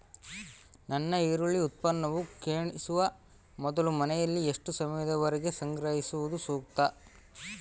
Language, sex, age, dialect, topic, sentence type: Kannada, male, 18-24, Central, agriculture, question